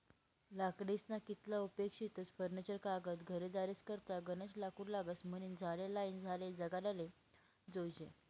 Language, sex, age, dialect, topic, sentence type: Marathi, female, 18-24, Northern Konkan, agriculture, statement